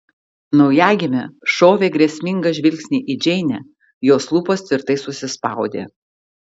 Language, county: Lithuanian, Klaipėda